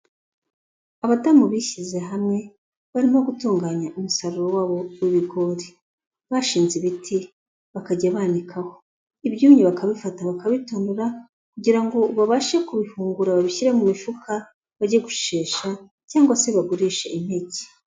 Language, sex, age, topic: Kinyarwanda, female, 25-35, agriculture